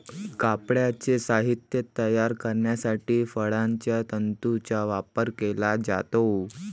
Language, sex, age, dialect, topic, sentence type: Marathi, male, 18-24, Varhadi, agriculture, statement